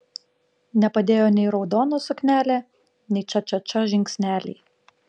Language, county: Lithuanian, Panevėžys